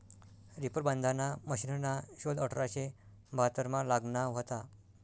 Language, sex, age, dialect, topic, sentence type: Marathi, male, 60-100, Northern Konkan, agriculture, statement